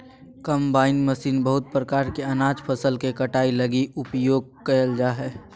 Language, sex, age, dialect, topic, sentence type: Magahi, male, 31-35, Southern, agriculture, statement